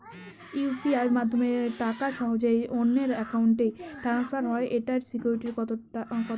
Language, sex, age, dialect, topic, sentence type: Bengali, female, 18-24, Northern/Varendri, banking, question